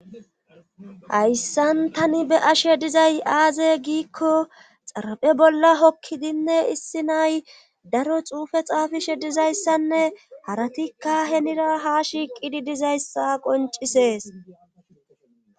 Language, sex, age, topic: Gamo, female, 36-49, government